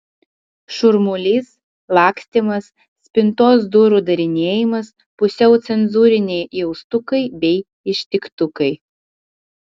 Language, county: Lithuanian, Klaipėda